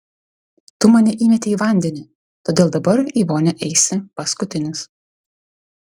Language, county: Lithuanian, Vilnius